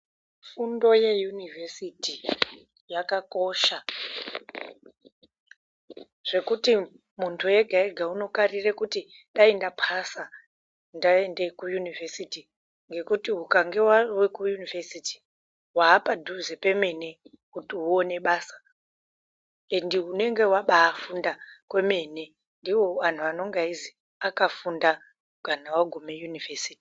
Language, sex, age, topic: Ndau, female, 18-24, education